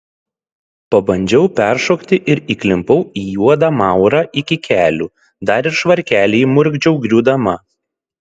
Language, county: Lithuanian, Šiauliai